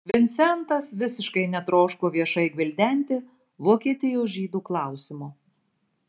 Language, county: Lithuanian, Marijampolė